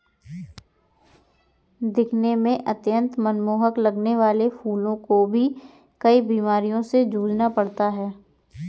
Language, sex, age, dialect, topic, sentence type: Hindi, female, 18-24, Kanauji Braj Bhasha, agriculture, statement